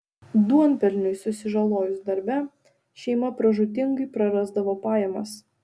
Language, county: Lithuanian, Vilnius